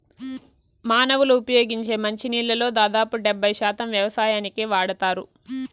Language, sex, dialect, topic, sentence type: Telugu, female, Southern, agriculture, statement